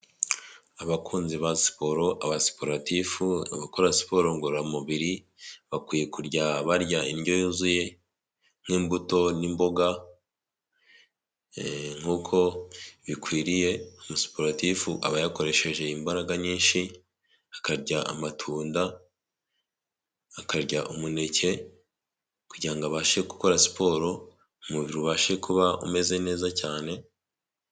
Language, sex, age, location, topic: Kinyarwanda, male, 18-24, Huye, health